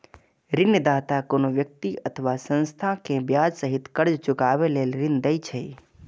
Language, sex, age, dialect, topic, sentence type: Maithili, male, 25-30, Eastern / Thethi, banking, statement